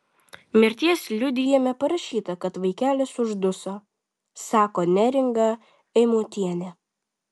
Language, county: Lithuanian, Vilnius